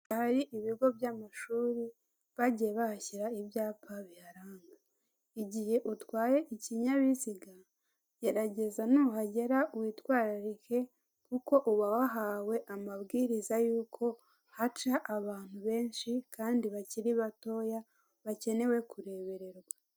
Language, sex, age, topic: Kinyarwanda, female, 18-24, government